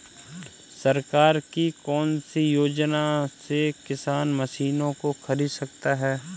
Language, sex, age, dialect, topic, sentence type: Hindi, male, 25-30, Kanauji Braj Bhasha, agriculture, question